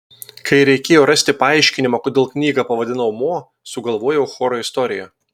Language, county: Lithuanian, Telšiai